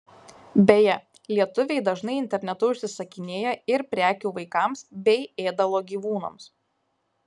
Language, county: Lithuanian, Kaunas